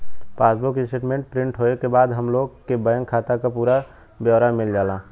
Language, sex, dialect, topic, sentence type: Bhojpuri, male, Western, banking, statement